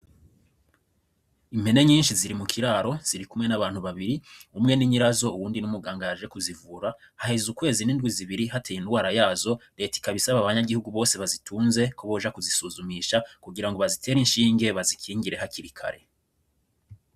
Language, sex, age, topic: Rundi, male, 25-35, agriculture